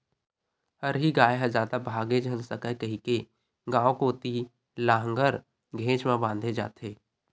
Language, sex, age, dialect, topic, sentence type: Chhattisgarhi, male, 18-24, Western/Budati/Khatahi, agriculture, statement